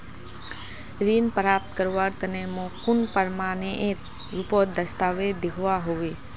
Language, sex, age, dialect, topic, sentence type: Magahi, female, 18-24, Northeastern/Surjapuri, banking, statement